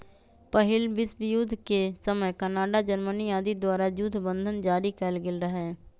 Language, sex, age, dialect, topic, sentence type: Magahi, female, 25-30, Western, banking, statement